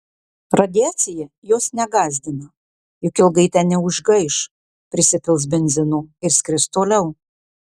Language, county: Lithuanian, Marijampolė